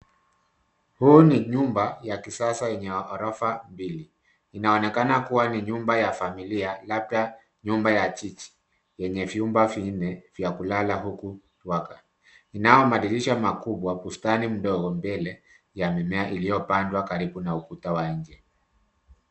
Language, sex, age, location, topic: Swahili, male, 50+, Nairobi, finance